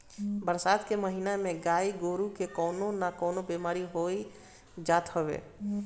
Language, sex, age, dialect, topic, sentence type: Bhojpuri, male, 25-30, Northern, agriculture, statement